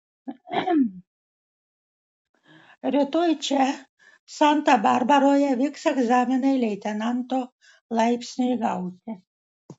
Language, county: Lithuanian, Vilnius